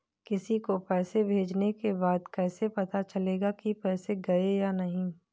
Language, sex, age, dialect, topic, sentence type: Hindi, female, 18-24, Kanauji Braj Bhasha, banking, question